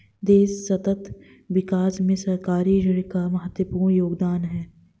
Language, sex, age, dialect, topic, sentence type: Hindi, female, 18-24, Marwari Dhudhari, banking, statement